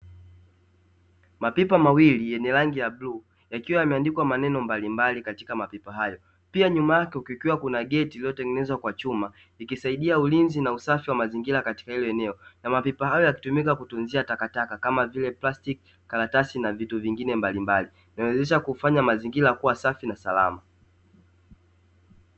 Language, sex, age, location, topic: Swahili, male, 18-24, Dar es Salaam, government